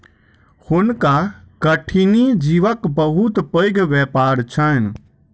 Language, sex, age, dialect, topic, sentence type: Maithili, male, 25-30, Southern/Standard, agriculture, statement